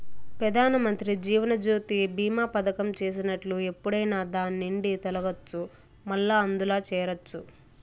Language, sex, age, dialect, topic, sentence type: Telugu, female, 18-24, Southern, banking, statement